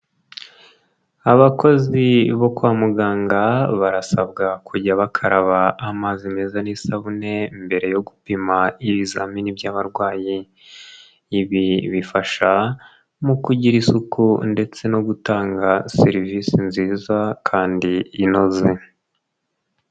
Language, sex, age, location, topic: Kinyarwanda, male, 25-35, Nyagatare, health